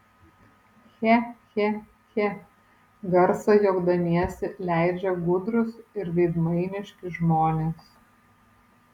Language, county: Lithuanian, Vilnius